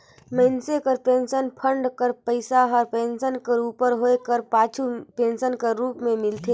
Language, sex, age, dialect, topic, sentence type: Chhattisgarhi, female, 25-30, Northern/Bhandar, banking, statement